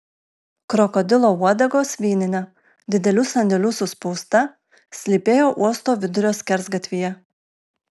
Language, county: Lithuanian, Alytus